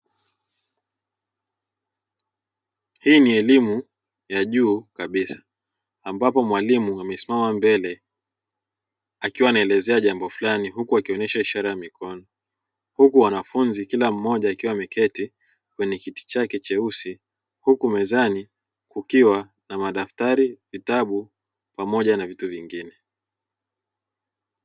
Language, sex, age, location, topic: Swahili, male, 25-35, Dar es Salaam, education